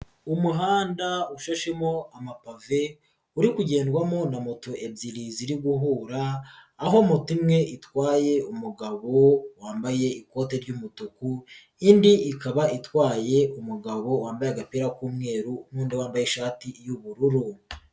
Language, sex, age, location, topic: Kinyarwanda, female, 36-49, Nyagatare, finance